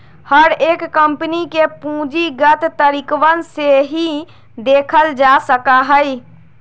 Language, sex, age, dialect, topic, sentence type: Magahi, female, 25-30, Western, banking, statement